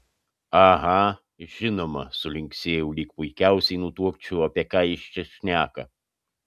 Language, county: Lithuanian, Panevėžys